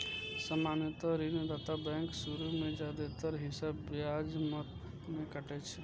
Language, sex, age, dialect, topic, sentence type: Maithili, male, 25-30, Eastern / Thethi, banking, statement